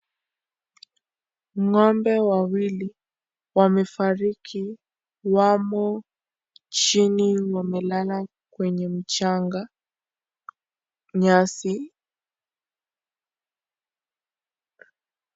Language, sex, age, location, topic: Swahili, female, 18-24, Kisii, agriculture